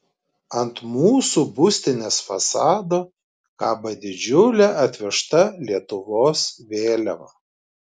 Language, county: Lithuanian, Klaipėda